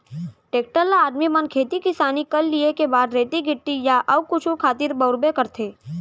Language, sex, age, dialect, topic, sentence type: Chhattisgarhi, male, 46-50, Central, banking, statement